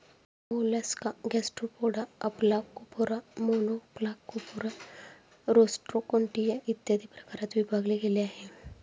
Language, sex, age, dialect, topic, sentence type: Marathi, female, 25-30, Standard Marathi, agriculture, statement